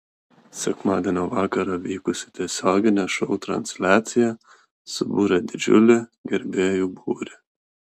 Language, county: Lithuanian, Kaunas